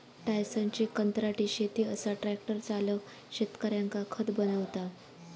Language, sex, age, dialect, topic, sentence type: Marathi, female, 25-30, Southern Konkan, agriculture, statement